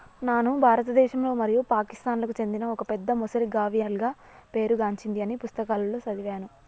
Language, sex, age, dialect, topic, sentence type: Telugu, female, 25-30, Telangana, agriculture, statement